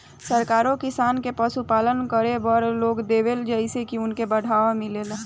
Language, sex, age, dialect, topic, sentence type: Bhojpuri, female, 18-24, Southern / Standard, agriculture, statement